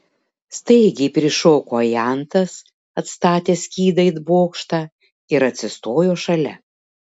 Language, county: Lithuanian, Šiauliai